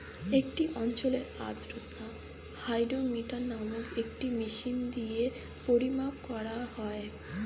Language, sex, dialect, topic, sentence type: Bengali, female, Standard Colloquial, agriculture, statement